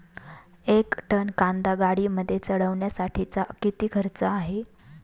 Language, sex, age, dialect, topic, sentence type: Marathi, female, 25-30, Standard Marathi, agriculture, question